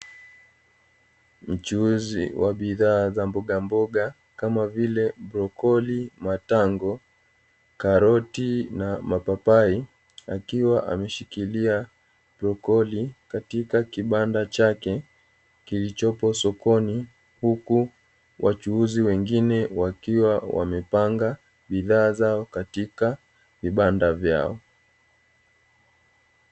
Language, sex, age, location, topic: Swahili, male, 18-24, Dar es Salaam, finance